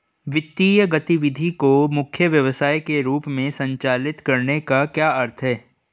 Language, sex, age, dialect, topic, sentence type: Hindi, male, 18-24, Hindustani Malvi Khadi Boli, banking, question